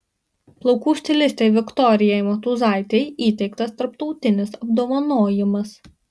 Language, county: Lithuanian, Marijampolė